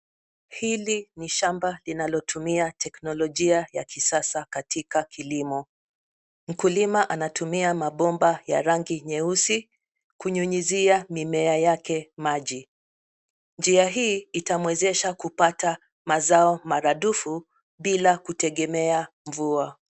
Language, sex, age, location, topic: Swahili, female, 50+, Nairobi, agriculture